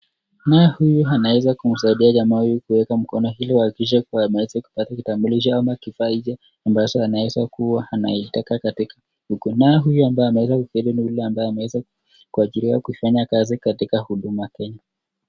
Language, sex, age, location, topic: Swahili, male, 36-49, Nakuru, government